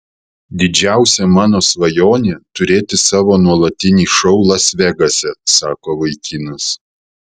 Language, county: Lithuanian, Vilnius